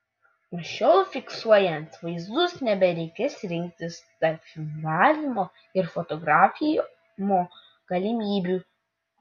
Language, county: Lithuanian, Utena